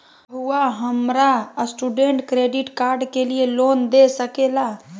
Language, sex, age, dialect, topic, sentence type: Magahi, female, 31-35, Southern, banking, question